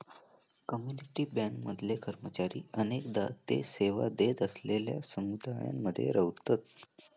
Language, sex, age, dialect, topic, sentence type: Marathi, male, 18-24, Southern Konkan, banking, statement